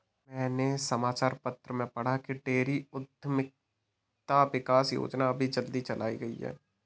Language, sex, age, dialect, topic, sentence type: Hindi, male, 18-24, Kanauji Braj Bhasha, agriculture, statement